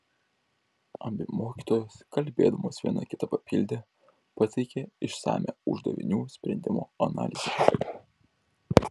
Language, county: Lithuanian, Šiauliai